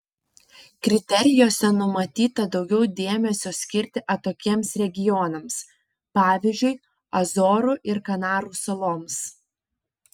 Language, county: Lithuanian, Panevėžys